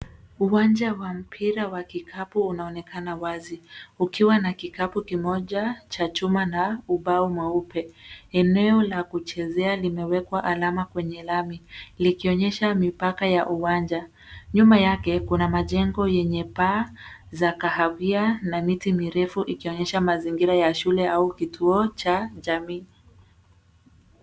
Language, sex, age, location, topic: Swahili, female, 25-35, Nairobi, education